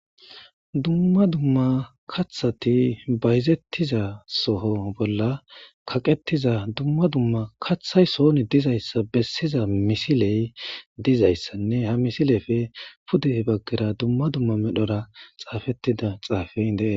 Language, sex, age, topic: Gamo, male, 18-24, government